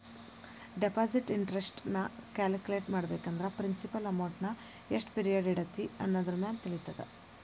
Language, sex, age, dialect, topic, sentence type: Kannada, female, 25-30, Dharwad Kannada, banking, statement